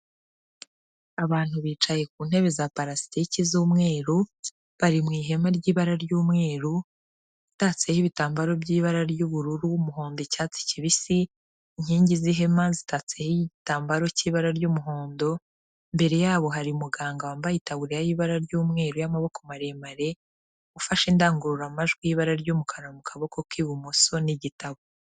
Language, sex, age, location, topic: Kinyarwanda, female, 36-49, Kigali, health